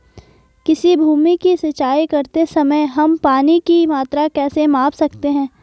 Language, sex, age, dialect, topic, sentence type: Hindi, female, 18-24, Marwari Dhudhari, agriculture, question